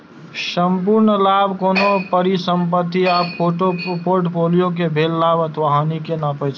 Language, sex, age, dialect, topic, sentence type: Maithili, female, 18-24, Eastern / Thethi, banking, statement